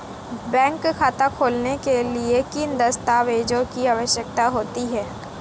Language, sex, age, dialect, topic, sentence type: Hindi, female, 18-24, Marwari Dhudhari, banking, question